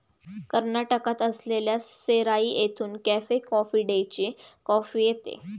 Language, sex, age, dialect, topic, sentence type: Marathi, female, 18-24, Standard Marathi, agriculture, statement